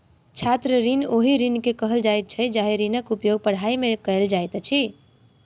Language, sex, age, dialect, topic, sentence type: Maithili, female, 60-100, Southern/Standard, banking, statement